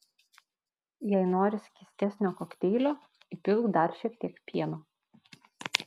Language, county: Lithuanian, Vilnius